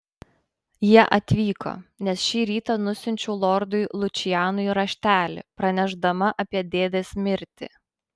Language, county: Lithuanian, Panevėžys